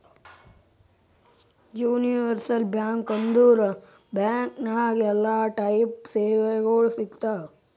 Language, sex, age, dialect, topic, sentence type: Kannada, male, 18-24, Northeastern, banking, statement